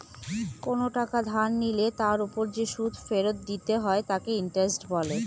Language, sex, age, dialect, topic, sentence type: Bengali, female, 25-30, Northern/Varendri, banking, statement